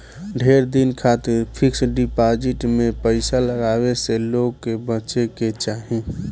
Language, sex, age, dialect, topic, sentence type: Bhojpuri, male, 18-24, Northern, banking, statement